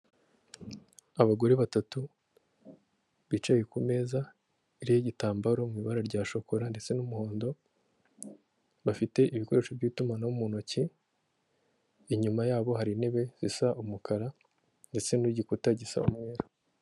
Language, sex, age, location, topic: Kinyarwanda, female, 25-35, Kigali, government